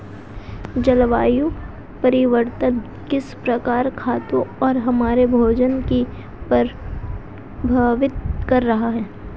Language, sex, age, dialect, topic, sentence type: Hindi, female, 18-24, Hindustani Malvi Khadi Boli, agriculture, question